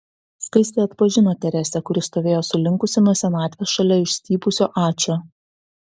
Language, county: Lithuanian, Vilnius